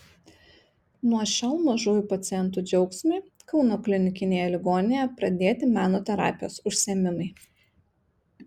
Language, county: Lithuanian, Marijampolė